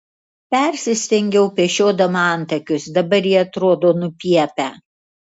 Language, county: Lithuanian, Kaunas